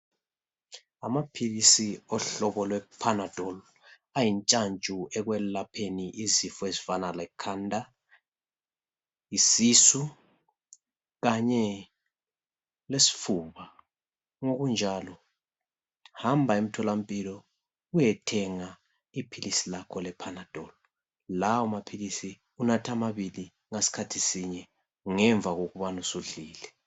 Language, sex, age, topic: North Ndebele, male, 25-35, health